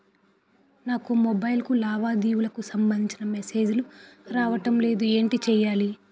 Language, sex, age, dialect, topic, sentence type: Telugu, female, 18-24, Utterandhra, banking, question